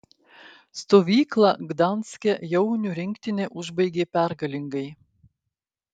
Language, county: Lithuanian, Klaipėda